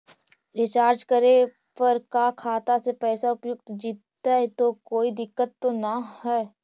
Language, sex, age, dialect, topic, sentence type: Magahi, female, 18-24, Central/Standard, banking, question